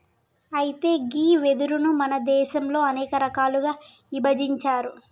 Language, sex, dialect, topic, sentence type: Telugu, female, Telangana, agriculture, statement